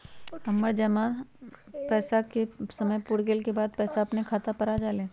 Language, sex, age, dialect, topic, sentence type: Magahi, female, 31-35, Western, banking, question